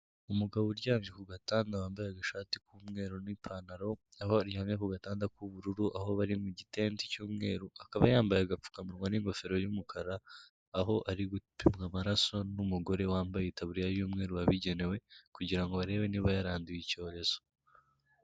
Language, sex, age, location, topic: Kinyarwanda, male, 18-24, Kigali, health